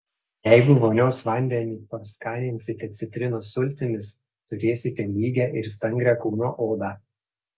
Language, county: Lithuanian, Panevėžys